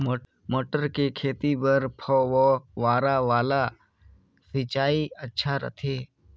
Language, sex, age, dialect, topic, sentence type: Chhattisgarhi, male, 25-30, Northern/Bhandar, agriculture, question